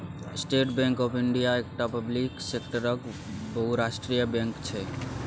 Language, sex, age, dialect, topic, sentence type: Maithili, male, 25-30, Bajjika, banking, statement